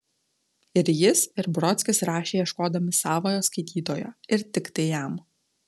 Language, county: Lithuanian, Telšiai